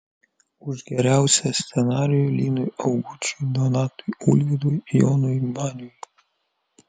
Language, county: Lithuanian, Vilnius